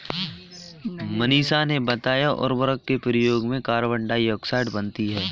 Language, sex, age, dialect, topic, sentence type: Hindi, male, 31-35, Kanauji Braj Bhasha, agriculture, statement